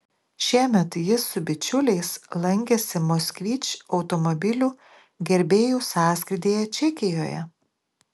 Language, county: Lithuanian, Klaipėda